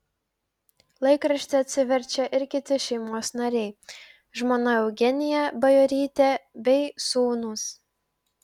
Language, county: Lithuanian, Klaipėda